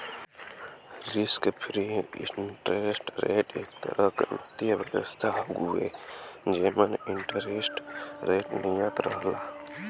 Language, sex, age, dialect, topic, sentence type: Bhojpuri, male, 18-24, Western, banking, statement